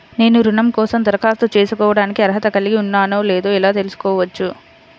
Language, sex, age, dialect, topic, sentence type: Telugu, female, 60-100, Central/Coastal, banking, statement